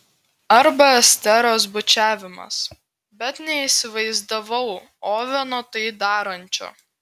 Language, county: Lithuanian, Klaipėda